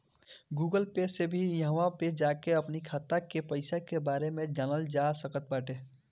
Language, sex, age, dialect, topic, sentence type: Bhojpuri, male, <18, Northern, banking, statement